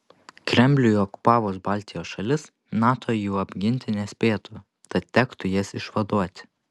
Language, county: Lithuanian, Panevėžys